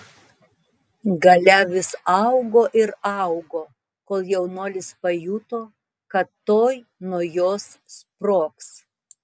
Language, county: Lithuanian, Tauragė